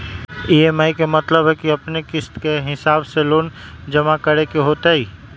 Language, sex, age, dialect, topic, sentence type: Magahi, male, 18-24, Western, banking, question